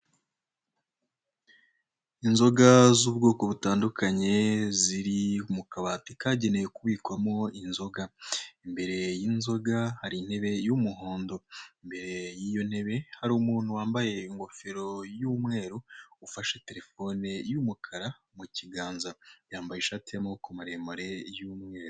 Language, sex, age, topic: Kinyarwanda, male, 25-35, finance